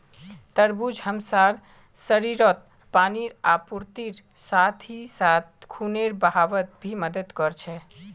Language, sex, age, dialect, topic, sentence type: Magahi, male, 25-30, Northeastern/Surjapuri, agriculture, statement